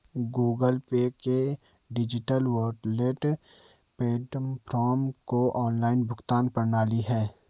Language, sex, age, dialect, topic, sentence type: Hindi, male, 18-24, Garhwali, banking, statement